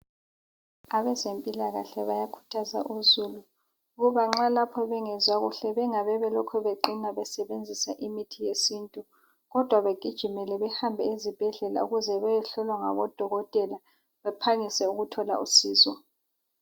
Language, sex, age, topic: North Ndebele, female, 25-35, health